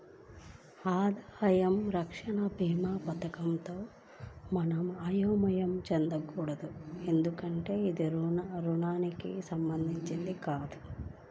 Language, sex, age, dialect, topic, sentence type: Telugu, female, 25-30, Central/Coastal, banking, statement